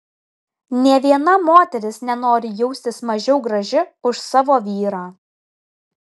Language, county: Lithuanian, Telšiai